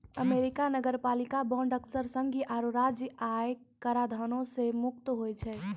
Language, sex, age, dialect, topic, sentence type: Maithili, female, 18-24, Angika, banking, statement